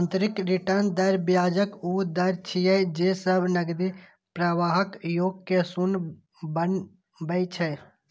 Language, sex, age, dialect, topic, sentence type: Maithili, male, 18-24, Eastern / Thethi, banking, statement